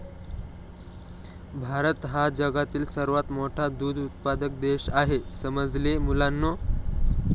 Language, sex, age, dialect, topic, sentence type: Marathi, male, 18-24, Northern Konkan, agriculture, statement